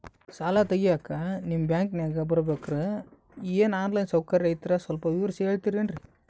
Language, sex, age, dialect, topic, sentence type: Kannada, male, 18-24, Northeastern, banking, question